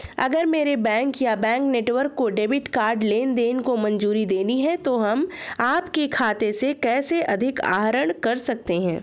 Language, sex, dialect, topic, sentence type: Hindi, female, Hindustani Malvi Khadi Boli, banking, question